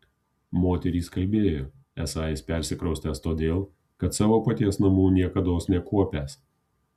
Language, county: Lithuanian, Kaunas